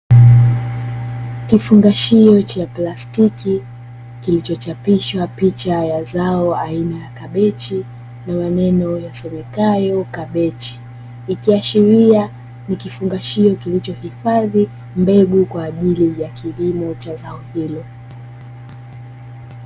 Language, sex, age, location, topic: Swahili, female, 25-35, Dar es Salaam, agriculture